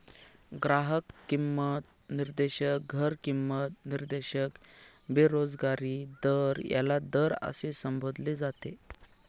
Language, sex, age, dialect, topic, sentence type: Marathi, male, 31-35, Northern Konkan, banking, statement